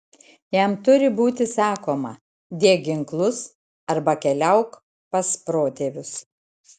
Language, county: Lithuanian, Šiauliai